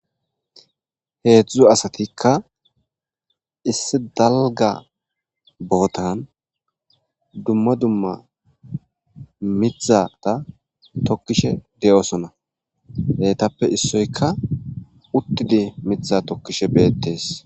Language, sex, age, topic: Gamo, male, 25-35, agriculture